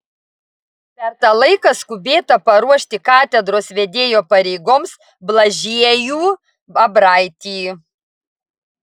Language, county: Lithuanian, Vilnius